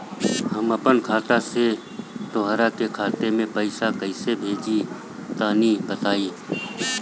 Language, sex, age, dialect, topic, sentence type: Bhojpuri, male, 31-35, Northern, banking, question